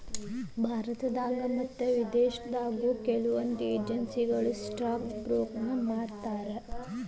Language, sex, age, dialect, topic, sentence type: Kannada, male, 18-24, Dharwad Kannada, banking, statement